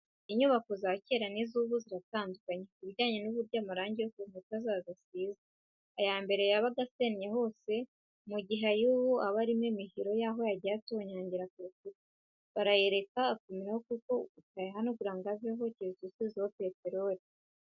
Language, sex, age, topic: Kinyarwanda, female, 18-24, education